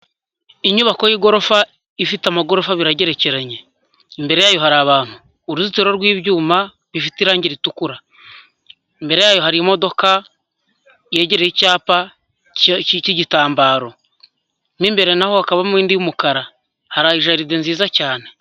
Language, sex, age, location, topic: Kinyarwanda, male, 25-35, Huye, health